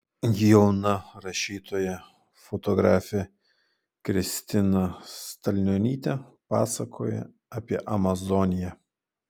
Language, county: Lithuanian, Klaipėda